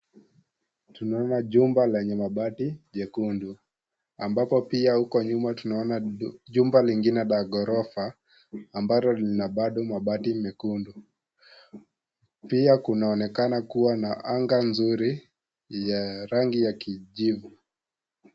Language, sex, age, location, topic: Swahili, female, 25-35, Kisii, education